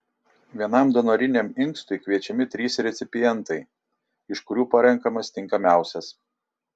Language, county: Lithuanian, Šiauliai